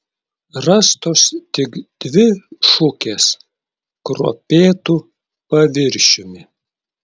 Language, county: Lithuanian, Klaipėda